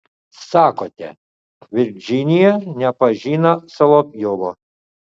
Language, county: Lithuanian, Utena